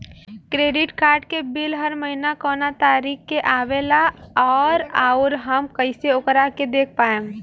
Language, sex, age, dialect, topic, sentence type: Bhojpuri, female, 18-24, Southern / Standard, banking, question